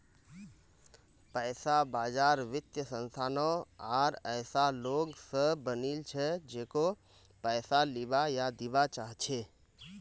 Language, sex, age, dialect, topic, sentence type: Magahi, male, 25-30, Northeastern/Surjapuri, banking, statement